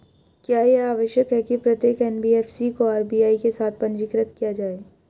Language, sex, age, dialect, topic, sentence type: Hindi, female, 18-24, Hindustani Malvi Khadi Boli, banking, question